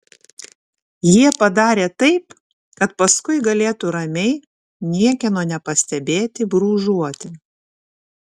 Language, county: Lithuanian, Šiauliai